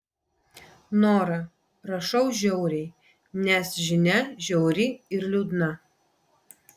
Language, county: Lithuanian, Vilnius